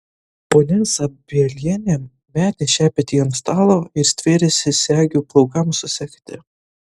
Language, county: Lithuanian, Utena